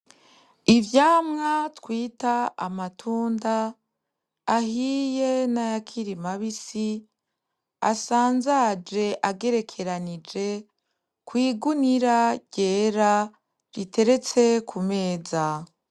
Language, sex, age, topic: Rundi, female, 25-35, agriculture